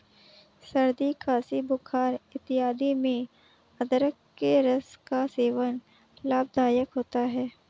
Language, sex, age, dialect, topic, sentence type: Hindi, female, 56-60, Marwari Dhudhari, agriculture, statement